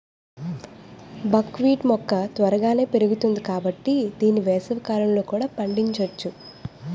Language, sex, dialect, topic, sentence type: Telugu, female, Utterandhra, agriculture, statement